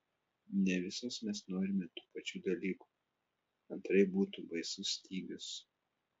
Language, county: Lithuanian, Telšiai